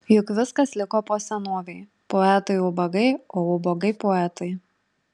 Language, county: Lithuanian, Panevėžys